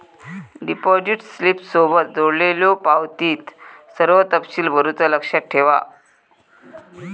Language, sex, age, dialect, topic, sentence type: Marathi, female, 41-45, Southern Konkan, banking, statement